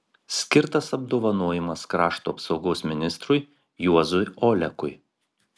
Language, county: Lithuanian, Marijampolė